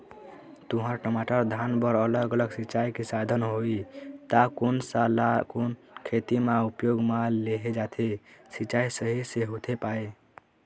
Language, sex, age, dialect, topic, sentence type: Chhattisgarhi, male, 18-24, Eastern, agriculture, question